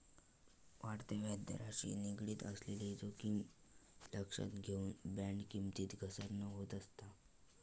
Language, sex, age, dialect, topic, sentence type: Marathi, male, 18-24, Southern Konkan, banking, statement